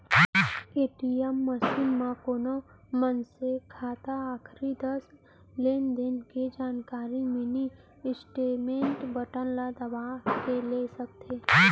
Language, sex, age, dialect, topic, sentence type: Chhattisgarhi, female, 18-24, Central, banking, statement